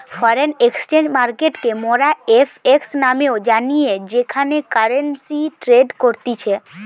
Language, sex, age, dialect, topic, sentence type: Bengali, female, 18-24, Western, banking, statement